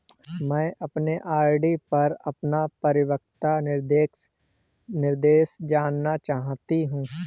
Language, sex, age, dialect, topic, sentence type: Hindi, male, 18-24, Awadhi Bundeli, banking, statement